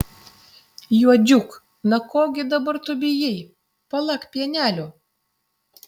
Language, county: Lithuanian, Utena